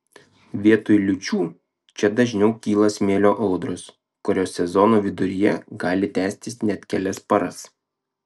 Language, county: Lithuanian, Klaipėda